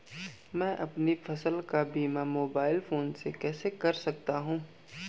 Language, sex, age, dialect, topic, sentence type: Hindi, male, 18-24, Garhwali, banking, question